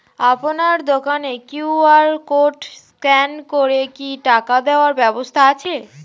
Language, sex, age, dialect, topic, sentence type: Bengali, female, 18-24, Standard Colloquial, banking, question